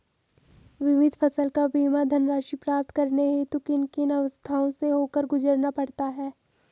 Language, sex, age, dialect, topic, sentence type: Hindi, female, 18-24, Garhwali, agriculture, question